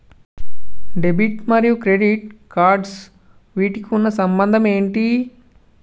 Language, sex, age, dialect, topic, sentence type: Telugu, male, 18-24, Telangana, banking, question